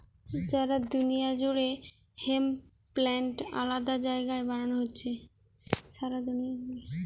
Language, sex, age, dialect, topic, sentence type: Bengali, female, 18-24, Western, agriculture, statement